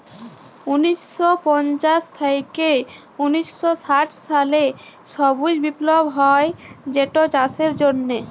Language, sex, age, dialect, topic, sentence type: Bengali, female, 18-24, Jharkhandi, agriculture, statement